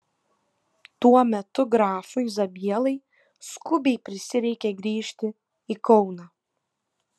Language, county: Lithuanian, Kaunas